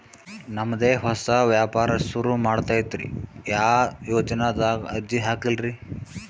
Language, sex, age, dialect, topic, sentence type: Kannada, male, 18-24, Northeastern, banking, question